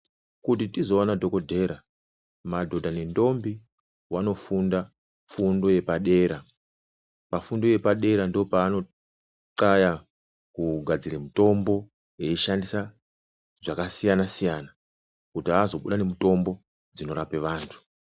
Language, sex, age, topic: Ndau, male, 36-49, health